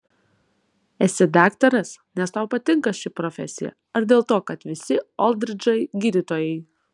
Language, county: Lithuanian, Kaunas